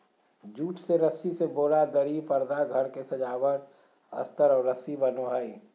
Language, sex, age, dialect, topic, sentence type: Magahi, male, 60-100, Southern, agriculture, statement